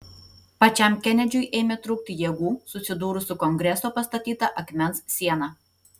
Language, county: Lithuanian, Tauragė